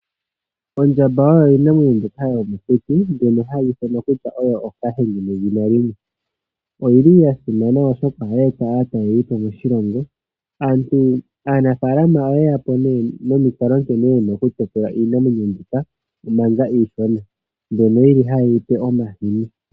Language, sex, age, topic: Oshiwambo, male, 25-35, agriculture